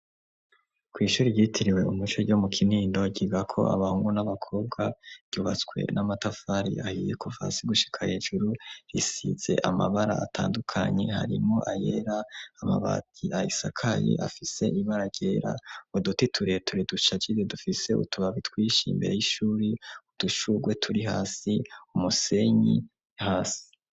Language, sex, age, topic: Rundi, male, 25-35, education